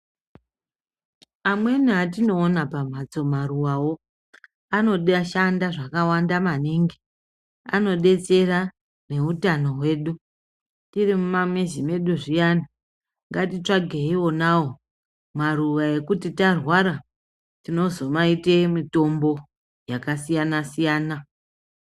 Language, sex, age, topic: Ndau, female, 36-49, health